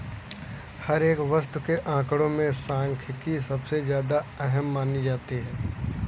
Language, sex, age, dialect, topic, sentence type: Hindi, male, 18-24, Kanauji Braj Bhasha, banking, statement